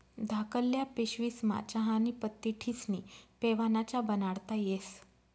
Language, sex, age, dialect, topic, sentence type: Marathi, female, 36-40, Northern Konkan, agriculture, statement